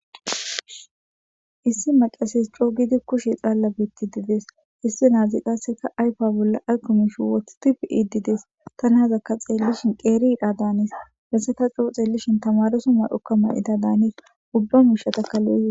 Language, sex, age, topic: Gamo, female, 18-24, government